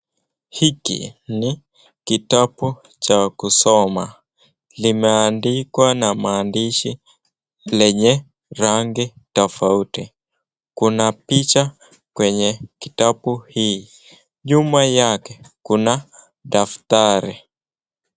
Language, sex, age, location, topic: Swahili, male, 18-24, Nakuru, education